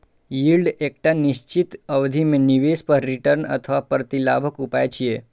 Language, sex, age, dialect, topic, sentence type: Maithili, male, 51-55, Eastern / Thethi, banking, statement